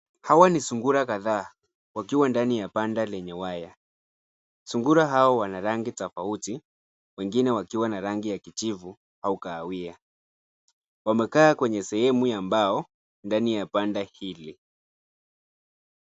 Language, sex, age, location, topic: Swahili, male, 50+, Nairobi, agriculture